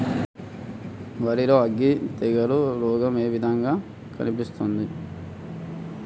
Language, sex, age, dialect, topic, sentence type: Telugu, male, 18-24, Telangana, agriculture, question